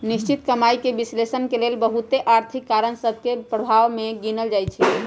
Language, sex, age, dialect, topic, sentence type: Magahi, female, 31-35, Western, banking, statement